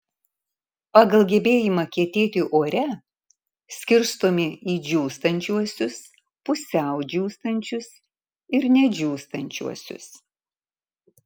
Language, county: Lithuanian, Marijampolė